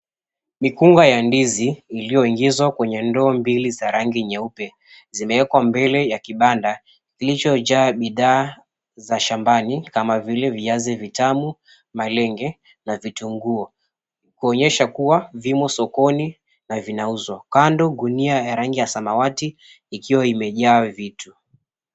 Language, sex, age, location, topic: Swahili, male, 25-35, Mombasa, finance